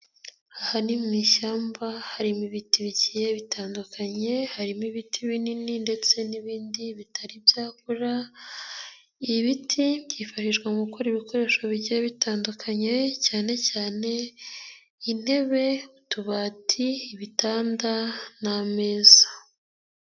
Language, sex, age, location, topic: Kinyarwanda, female, 18-24, Nyagatare, agriculture